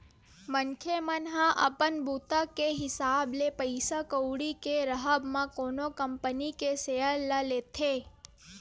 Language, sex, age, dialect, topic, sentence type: Chhattisgarhi, female, 18-24, Western/Budati/Khatahi, banking, statement